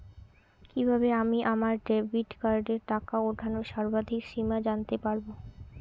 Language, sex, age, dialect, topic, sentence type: Bengali, female, 18-24, Rajbangshi, banking, question